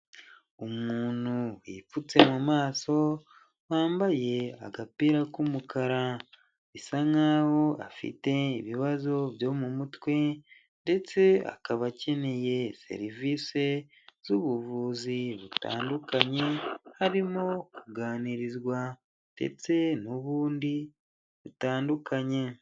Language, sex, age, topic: Kinyarwanda, male, 18-24, health